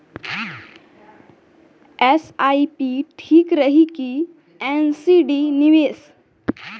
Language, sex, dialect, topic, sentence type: Bhojpuri, male, Southern / Standard, banking, question